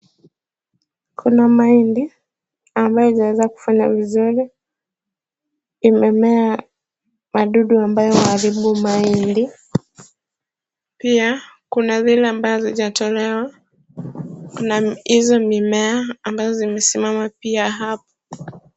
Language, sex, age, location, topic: Swahili, female, 18-24, Kisumu, agriculture